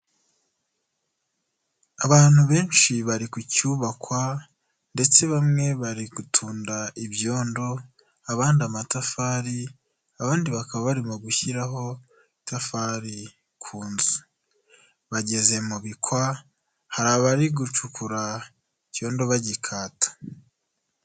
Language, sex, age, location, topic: Kinyarwanda, male, 25-35, Nyagatare, health